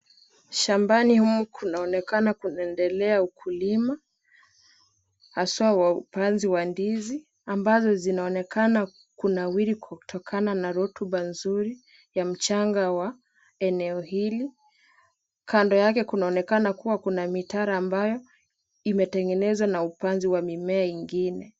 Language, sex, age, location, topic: Swahili, female, 18-24, Kisumu, agriculture